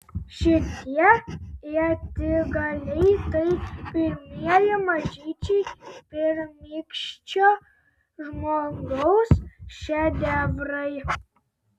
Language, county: Lithuanian, Telšiai